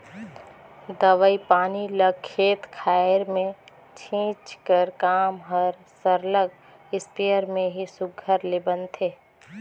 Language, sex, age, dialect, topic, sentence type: Chhattisgarhi, female, 25-30, Northern/Bhandar, agriculture, statement